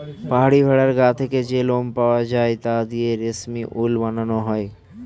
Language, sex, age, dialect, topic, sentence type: Bengali, male, 18-24, Standard Colloquial, agriculture, statement